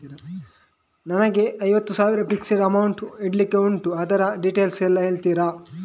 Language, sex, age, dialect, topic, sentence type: Kannada, male, 18-24, Coastal/Dakshin, banking, question